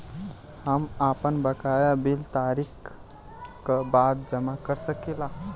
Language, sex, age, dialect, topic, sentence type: Bhojpuri, male, 18-24, Southern / Standard, banking, question